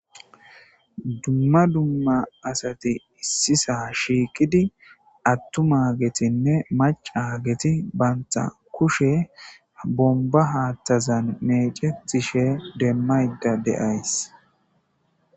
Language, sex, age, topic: Gamo, male, 18-24, government